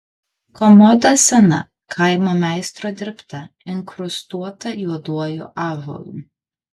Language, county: Lithuanian, Kaunas